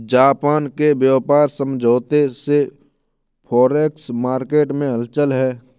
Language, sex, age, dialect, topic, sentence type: Hindi, male, 18-24, Kanauji Braj Bhasha, banking, statement